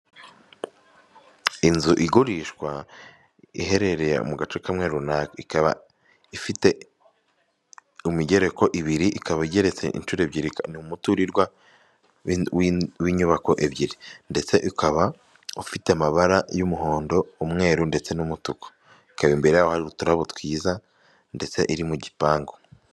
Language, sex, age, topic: Kinyarwanda, male, 18-24, finance